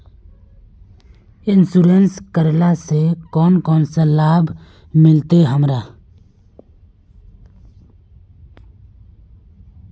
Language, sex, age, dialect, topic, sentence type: Magahi, male, 18-24, Northeastern/Surjapuri, banking, question